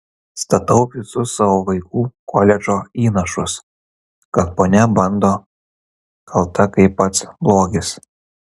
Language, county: Lithuanian, Kaunas